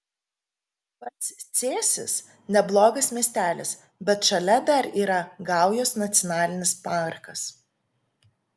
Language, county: Lithuanian, Kaunas